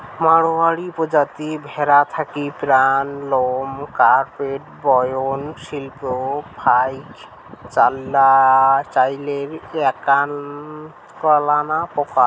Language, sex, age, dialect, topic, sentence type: Bengali, male, 18-24, Rajbangshi, agriculture, statement